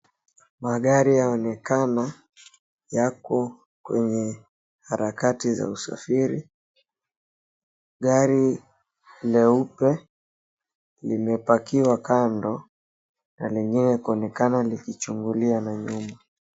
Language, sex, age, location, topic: Swahili, male, 25-35, Mombasa, government